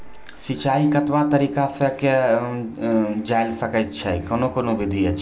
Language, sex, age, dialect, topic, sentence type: Maithili, male, 18-24, Angika, agriculture, question